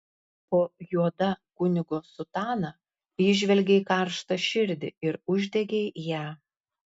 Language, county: Lithuanian, Klaipėda